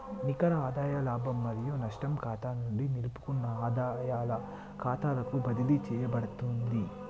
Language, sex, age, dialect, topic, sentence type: Telugu, male, 18-24, Telangana, banking, statement